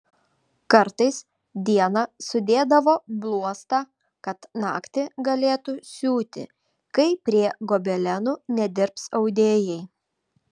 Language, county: Lithuanian, Vilnius